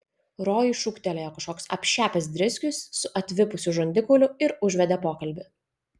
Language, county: Lithuanian, Vilnius